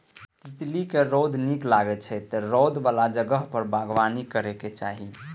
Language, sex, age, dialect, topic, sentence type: Maithili, male, 18-24, Eastern / Thethi, agriculture, statement